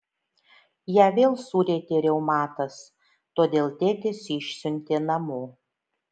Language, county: Lithuanian, Šiauliai